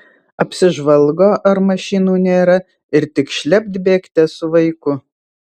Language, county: Lithuanian, Vilnius